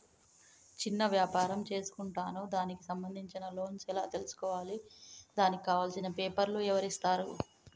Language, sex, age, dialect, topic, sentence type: Telugu, female, 18-24, Telangana, banking, question